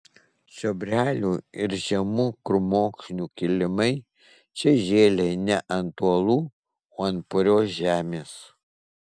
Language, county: Lithuanian, Kaunas